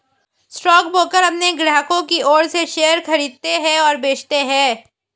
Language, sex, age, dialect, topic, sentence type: Hindi, female, 18-24, Marwari Dhudhari, banking, statement